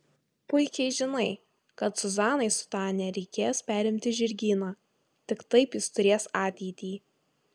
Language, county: Lithuanian, Tauragė